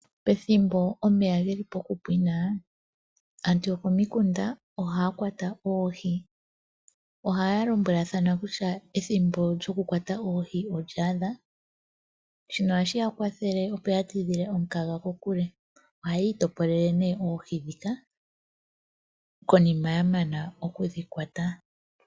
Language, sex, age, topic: Oshiwambo, female, 25-35, agriculture